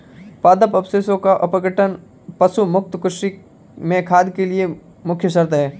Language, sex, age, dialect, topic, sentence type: Hindi, male, 18-24, Marwari Dhudhari, agriculture, statement